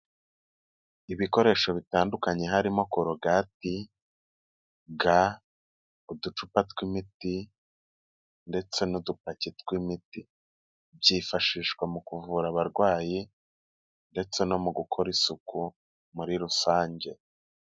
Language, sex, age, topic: Kinyarwanda, male, 18-24, health